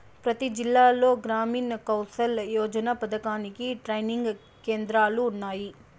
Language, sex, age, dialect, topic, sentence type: Telugu, female, 25-30, Southern, banking, statement